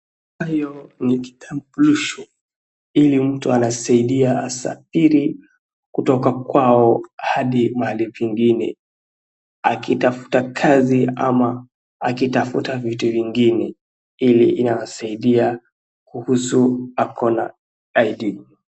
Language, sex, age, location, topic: Swahili, male, 18-24, Wajir, government